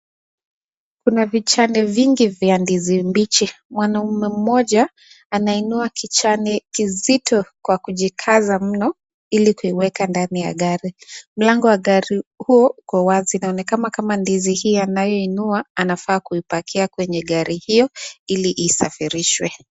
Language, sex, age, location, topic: Swahili, female, 18-24, Nakuru, agriculture